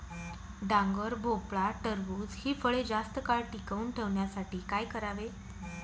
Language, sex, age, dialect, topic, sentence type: Marathi, female, 25-30, Northern Konkan, agriculture, question